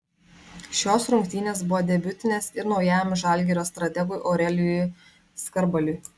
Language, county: Lithuanian, Vilnius